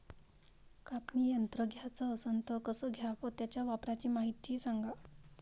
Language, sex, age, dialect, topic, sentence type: Marathi, female, 36-40, Varhadi, agriculture, question